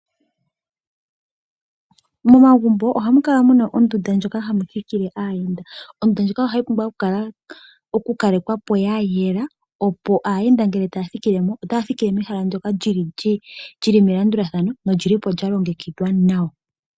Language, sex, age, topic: Oshiwambo, female, 18-24, finance